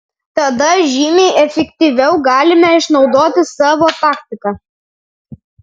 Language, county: Lithuanian, Vilnius